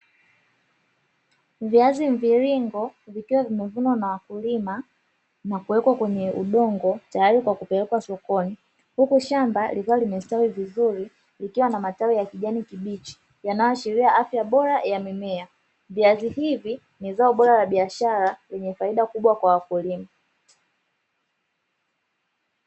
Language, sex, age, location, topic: Swahili, female, 18-24, Dar es Salaam, agriculture